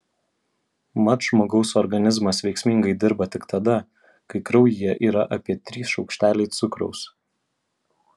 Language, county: Lithuanian, Vilnius